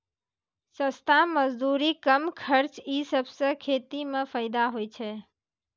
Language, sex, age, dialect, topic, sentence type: Maithili, female, 18-24, Angika, agriculture, statement